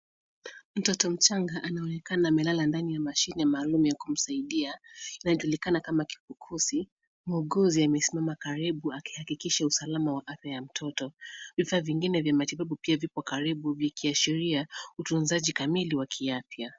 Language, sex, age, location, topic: Swahili, female, 25-35, Nairobi, health